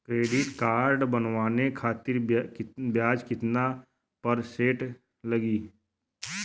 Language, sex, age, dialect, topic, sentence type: Bhojpuri, male, 31-35, Western, banking, question